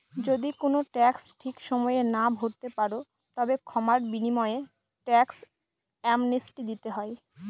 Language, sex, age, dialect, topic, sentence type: Bengali, female, 18-24, Northern/Varendri, banking, statement